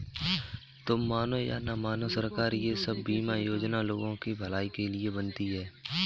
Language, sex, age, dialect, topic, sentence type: Hindi, male, 31-35, Kanauji Braj Bhasha, banking, statement